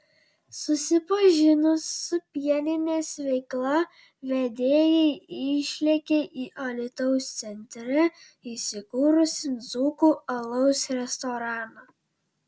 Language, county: Lithuanian, Vilnius